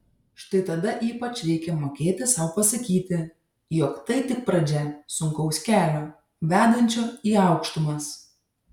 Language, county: Lithuanian, Šiauliai